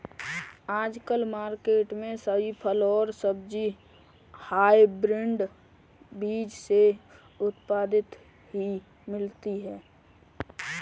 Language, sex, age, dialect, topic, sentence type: Hindi, female, 18-24, Kanauji Braj Bhasha, agriculture, statement